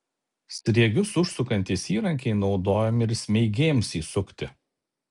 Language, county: Lithuanian, Alytus